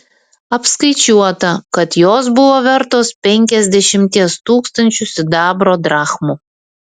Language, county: Lithuanian, Vilnius